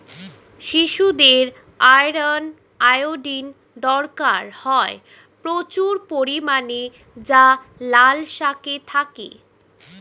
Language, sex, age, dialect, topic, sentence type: Bengali, female, 25-30, Standard Colloquial, agriculture, statement